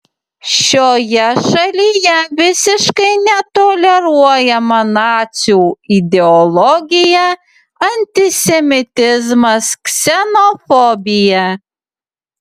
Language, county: Lithuanian, Utena